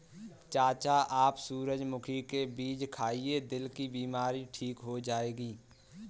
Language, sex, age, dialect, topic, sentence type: Hindi, female, 18-24, Kanauji Braj Bhasha, agriculture, statement